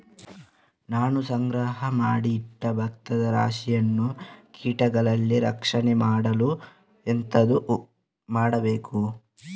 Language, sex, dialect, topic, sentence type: Kannada, male, Coastal/Dakshin, agriculture, question